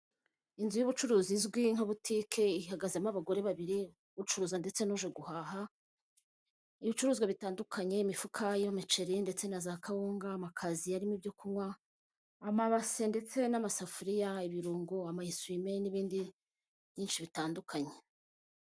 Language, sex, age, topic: Kinyarwanda, female, 25-35, finance